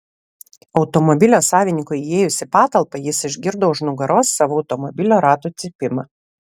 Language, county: Lithuanian, Vilnius